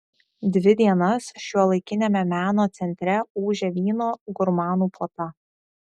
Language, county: Lithuanian, Šiauliai